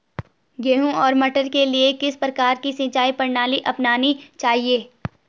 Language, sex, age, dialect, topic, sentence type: Hindi, female, 18-24, Garhwali, agriculture, question